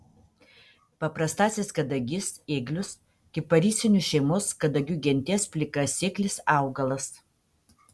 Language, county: Lithuanian, Panevėžys